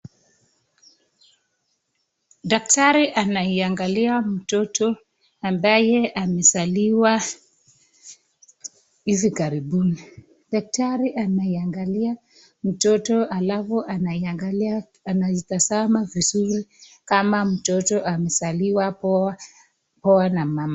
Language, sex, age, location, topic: Swahili, female, 25-35, Nakuru, health